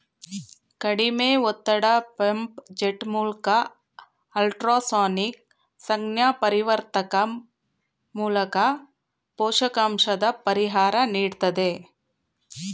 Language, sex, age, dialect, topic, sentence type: Kannada, female, 41-45, Mysore Kannada, agriculture, statement